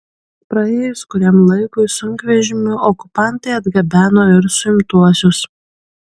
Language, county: Lithuanian, Kaunas